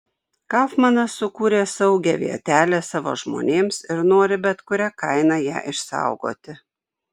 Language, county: Lithuanian, Šiauliai